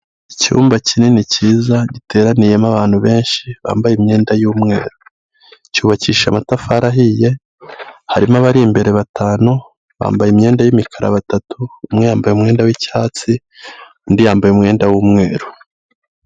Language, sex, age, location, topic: Kinyarwanda, male, 25-35, Kigali, health